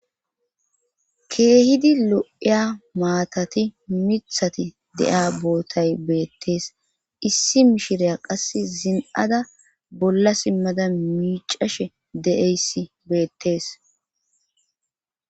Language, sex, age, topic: Gamo, female, 25-35, government